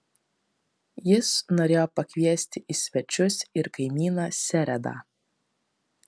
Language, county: Lithuanian, Kaunas